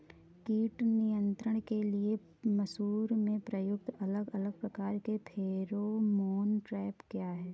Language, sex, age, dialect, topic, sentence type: Hindi, female, 25-30, Awadhi Bundeli, agriculture, question